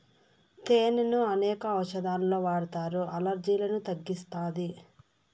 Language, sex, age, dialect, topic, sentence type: Telugu, female, 25-30, Southern, agriculture, statement